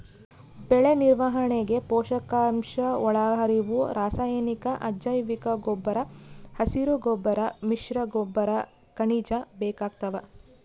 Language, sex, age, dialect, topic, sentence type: Kannada, female, 25-30, Central, agriculture, statement